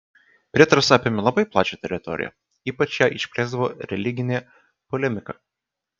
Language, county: Lithuanian, Kaunas